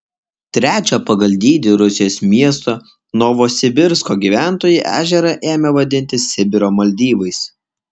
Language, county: Lithuanian, Alytus